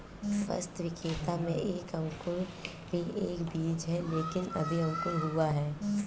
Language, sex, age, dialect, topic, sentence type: Hindi, female, 18-24, Awadhi Bundeli, agriculture, statement